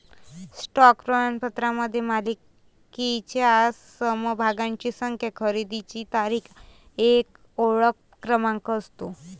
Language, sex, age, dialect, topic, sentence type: Marathi, female, 25-30, Varhadi, banking, statement